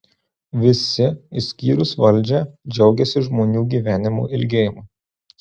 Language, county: Lithuanian, Marijampolė